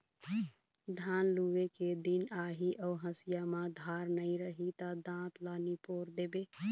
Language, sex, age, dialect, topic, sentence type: Chhattisgarhi, female, 31-35, Eastern, agriculture, statement